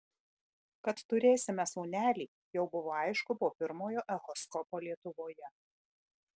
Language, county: Lithuanian, Marijampolė